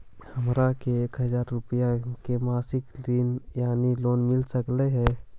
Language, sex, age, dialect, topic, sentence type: Magahi, male, 51-55, Central/Standard, banking, question